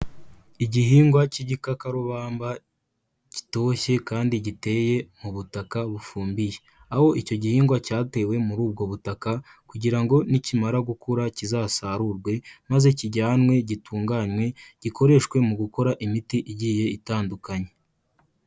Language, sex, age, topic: Kinyarwanda, male, 18-24, health